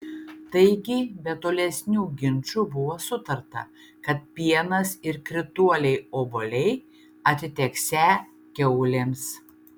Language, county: Lithuanian, Šiauliai